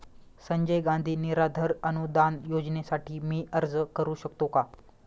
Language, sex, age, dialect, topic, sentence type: Marathi, male, 18-24, Standard Marathi, banking, question